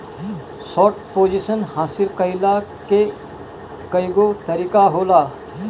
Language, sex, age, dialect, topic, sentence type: Bhojpuri, male, 18-24, Northern, banking, statement